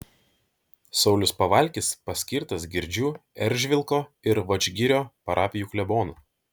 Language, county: Lithuanian, Vilnius